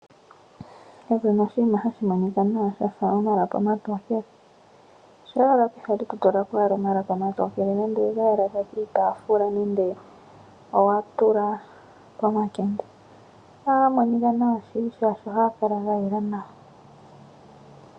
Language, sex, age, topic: Oshiwambo, female, 25-35, agriculture